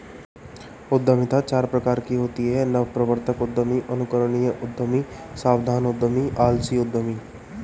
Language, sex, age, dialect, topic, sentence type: Hindi, male, 31-35, Marwari Dhudhari, banking, statement